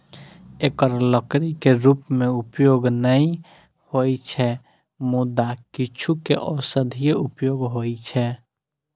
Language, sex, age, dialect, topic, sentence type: Maithili, female, 18-24, Eastern / Thethi, agriculture, statement